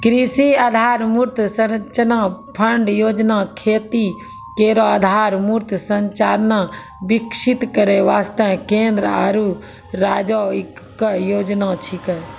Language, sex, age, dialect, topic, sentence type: Maithili, female, 41-45, Angika, agriculture, statement